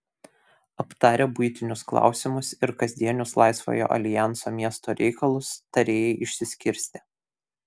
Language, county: Lithuanian, Kaunas